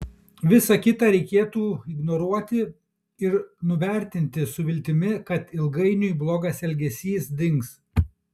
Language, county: Lithuanian, Kaunas